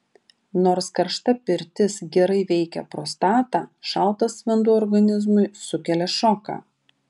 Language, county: Lithuanian, Vilnius